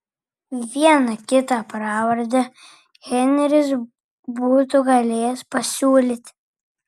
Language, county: Lithuanian, Vilnius